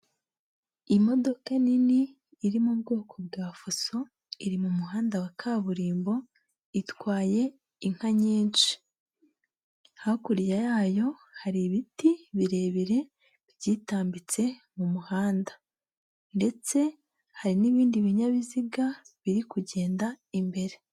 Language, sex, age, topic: Kinyarwanda, female, 18-24, government